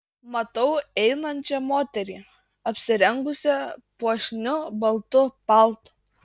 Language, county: Lithuanian, Kaunas